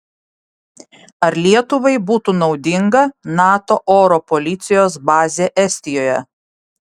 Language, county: Lithuanian, Vilnius